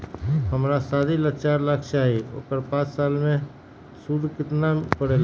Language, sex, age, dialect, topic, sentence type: Magahi, male, 31-35, Western, banking, question